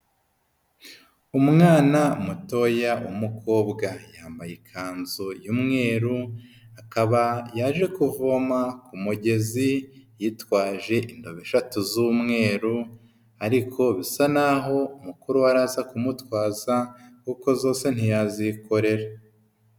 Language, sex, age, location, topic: Kinyarwanda, female, 18-24, Huye, health